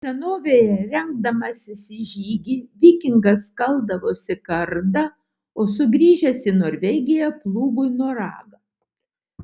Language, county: Lithuanian, Utena